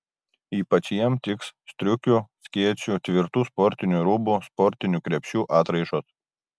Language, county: Lithuanian, Kaunas